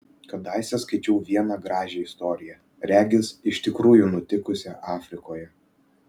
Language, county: Lithuanian, Vilnius